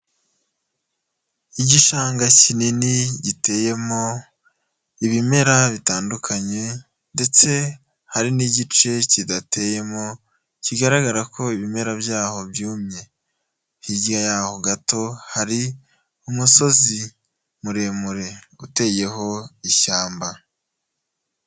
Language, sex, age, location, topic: Kinyarwanda, male, 18-24, Nyagatare, agriculture